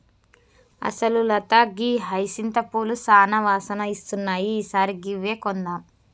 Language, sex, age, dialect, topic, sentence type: Telugu, female, 25-30, Telangana, agriculture, statement